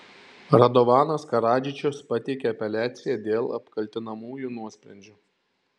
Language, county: Lithuanian, Šiauliai